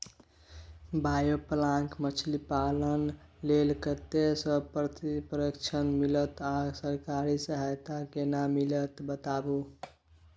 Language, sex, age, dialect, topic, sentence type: Maithili, male, 51-55, Bajjika, agriculture, question